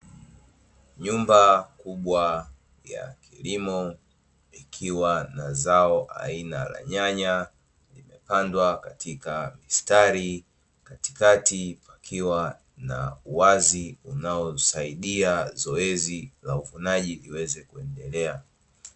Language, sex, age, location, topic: Swahili, male, 25-35, Dar es Salaam, agriculture